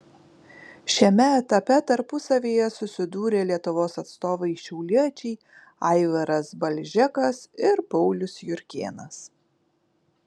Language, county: Lithuanian, Kaunas